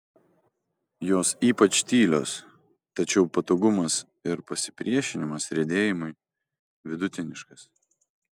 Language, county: Lithuanian, Vilnius